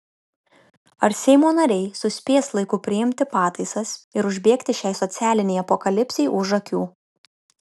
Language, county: Lithuanian, Kaunas